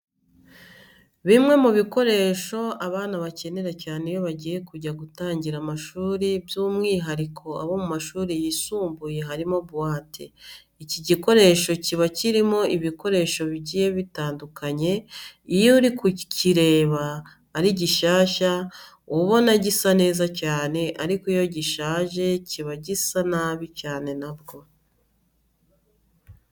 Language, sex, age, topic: Kinyarwanda, female, 36-49, education